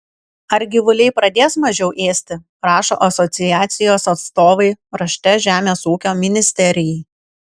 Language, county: Lithuanian, Kaunas